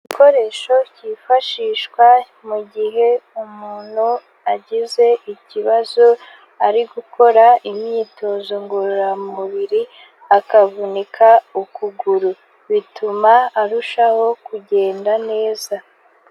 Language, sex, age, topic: Kinyarwanda, female, 18-24, health